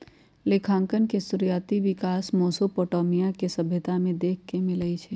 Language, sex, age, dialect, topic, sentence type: Magahi, female, 51-55, Western, banking, statement